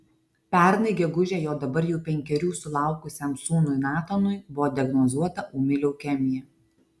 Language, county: Lithuanian, Alytus